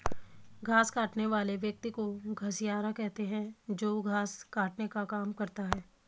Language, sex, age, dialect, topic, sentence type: Hindi, female, 25-30, Garhwali, agriculture, statement